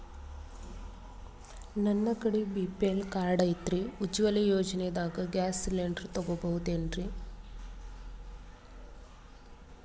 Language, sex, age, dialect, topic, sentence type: Kannada, female, 36-40, Dharwad Kannada, banking, question